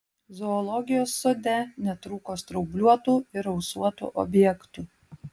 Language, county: Lithuanian, Utena